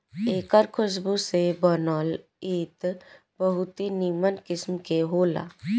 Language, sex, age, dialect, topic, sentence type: Bhojpuri, female, 18-24, Southern / Standard, agriculture, statement